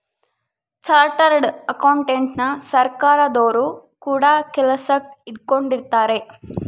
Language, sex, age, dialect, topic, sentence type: Kannada, female, 60-100, Central, banking, statement